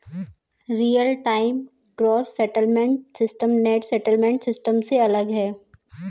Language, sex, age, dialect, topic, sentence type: Hindi, female, 18-24, Kanauji Braj Bhasha, banking, statement